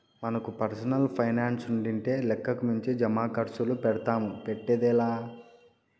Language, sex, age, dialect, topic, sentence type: Telugu, male, 41-45, Southern, banking, statement